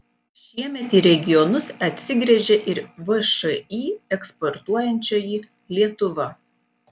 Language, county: Lithuanian, Panevėžys